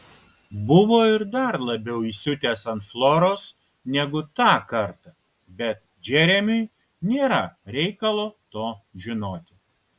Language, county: Lithuanian, Kaunas